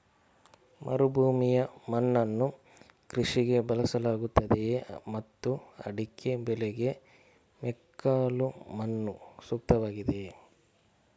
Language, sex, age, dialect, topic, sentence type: Kannada, male, 41-45, Coastal/Dakshin, agriculture, question